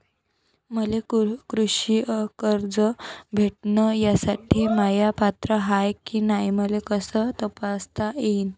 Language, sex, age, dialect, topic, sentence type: Marathi, female, 18-24, Varhadi, banking, question